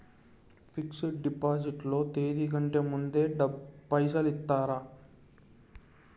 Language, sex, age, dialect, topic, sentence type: Telugu, male, 18-24, Telangana, banking, question